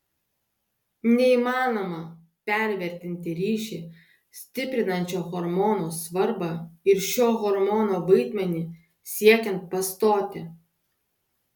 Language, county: Lithuanian, Klaipėda